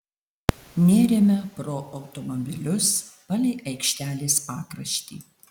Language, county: Lithuanian, Alytus